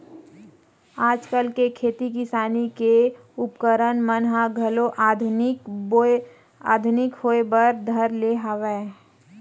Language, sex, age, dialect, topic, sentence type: Chhattisgarhi, female, 31-35, Western/Budati/Khatahi, agriculture, statement